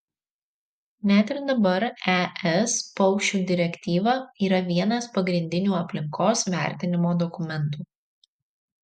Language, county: Lithuanian, Marijampolė